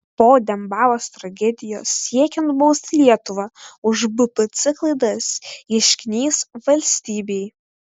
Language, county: Lithuanian, Kaunas